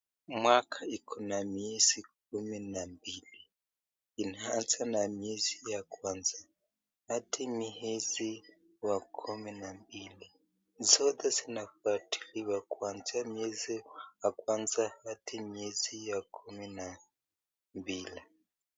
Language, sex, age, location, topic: Swahili, male, 25-35, Nakuru, education